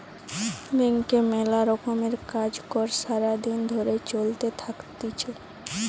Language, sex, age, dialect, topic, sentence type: Bengali, female, 18-24, Western, banking, statement